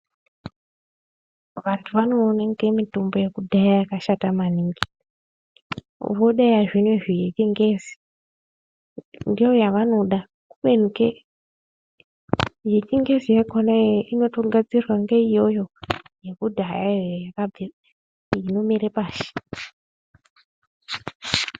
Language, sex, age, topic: Ndau, female, 25-35, health